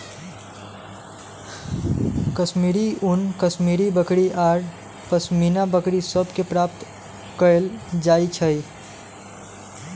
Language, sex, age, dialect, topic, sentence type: Magahi, male, 18-24, Western, agriculture, statement